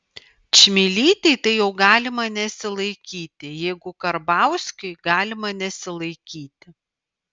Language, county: Lithuanian, Vilnius